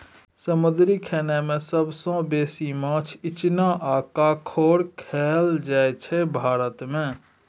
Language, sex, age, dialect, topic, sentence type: Maithili, male, 31-35, Bajjika, agriculture, statement